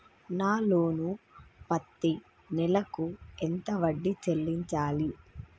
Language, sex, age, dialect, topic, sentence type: Telugu, female, 25-30, Telangana, banking, question